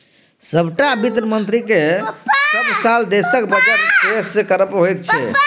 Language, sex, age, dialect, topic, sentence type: Maithili, male, 31-35, Bajjika, banking, statement